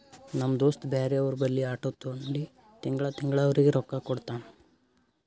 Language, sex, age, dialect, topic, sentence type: Kannada, male, 18-24, Northeastern, banking, statement